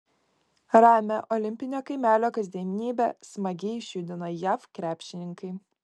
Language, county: Lithuanian, Kaunas